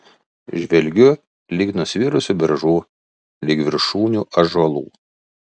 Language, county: Lithuanian, Vilnius